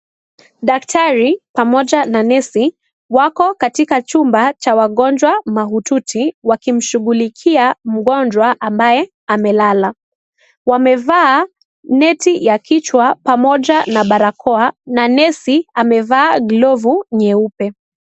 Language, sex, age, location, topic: Swahili, female, 18-24, Kisii, health